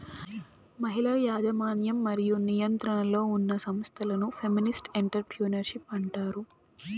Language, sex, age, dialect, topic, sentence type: Telugu, female, 18-24, Central/Coastal, banking, statement